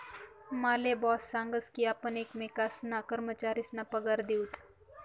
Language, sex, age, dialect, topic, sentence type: Marathi, female, 25-30, Northern Konkan, banking, statement